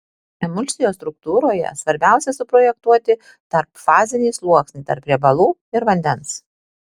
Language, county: Lithuanian, Tauragė